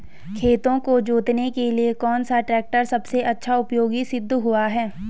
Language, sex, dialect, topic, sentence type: Hindi, female, Garhwali, agriculture, question